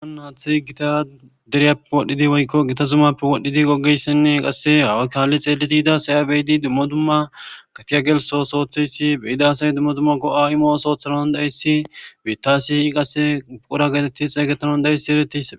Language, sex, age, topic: Gamo, male, 18-24, government